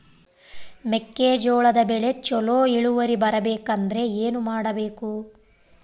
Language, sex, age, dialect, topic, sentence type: Kannada, female, 18-24, Central, agriculture, question